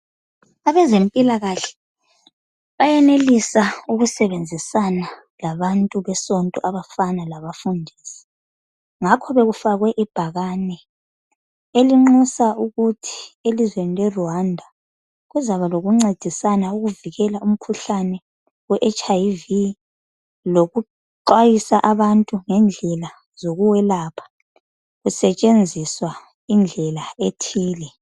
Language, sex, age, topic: North Ndebele, female, 25-35, health